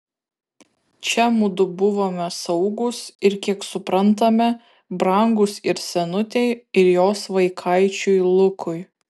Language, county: Lithuanian, Kaunas